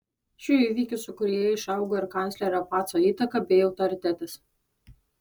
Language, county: Lithuanian, Alytus